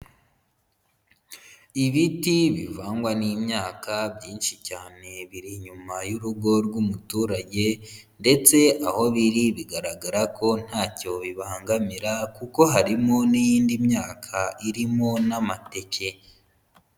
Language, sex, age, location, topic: Kinyarwanda, male, 25-35, Huye, agriculture